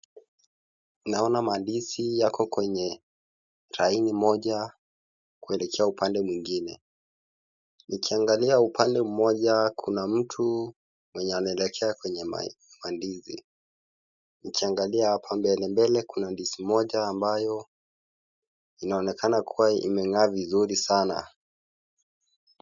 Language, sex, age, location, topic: Swahili, male, 18-24, Kisii, agriculture